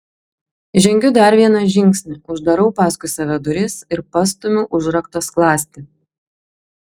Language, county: Lithuanian, Klaipėda